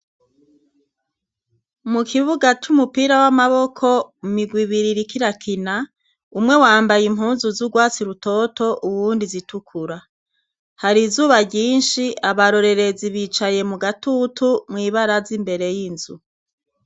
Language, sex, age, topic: Rundi, female, 36-49, education